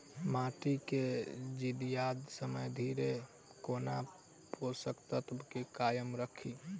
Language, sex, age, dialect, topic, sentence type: Maithili, male, 18-24, Southern/Standard, agriculture, question